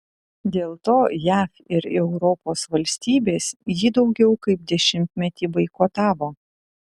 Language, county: Lithuanian, Utena